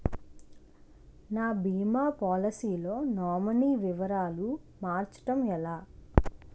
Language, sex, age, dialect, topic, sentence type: Telugu, female, 25-30, Utterandhra, banking, question